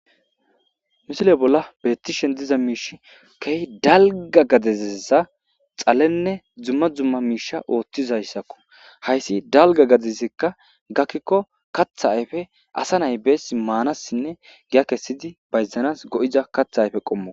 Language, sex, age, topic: Gamo, male, 25-35, agriculture